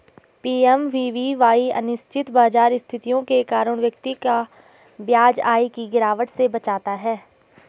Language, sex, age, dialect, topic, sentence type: Hindi, female, 18-24, Garhwali, banking, statement